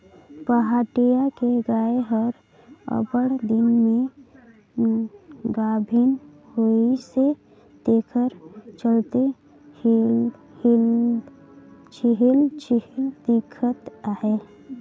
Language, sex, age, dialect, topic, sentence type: Chhattisgarhi, female, 56-60, Northern/Bhandar, agriculture, statement